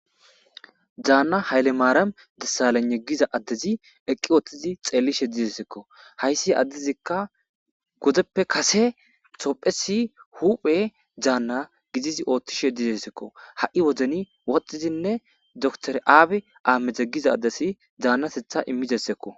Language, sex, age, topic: Gamo, male, 25-35, government